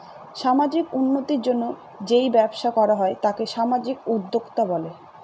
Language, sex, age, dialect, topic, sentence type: Bengali, female, 31-35, Northern/Varendri, banking, statement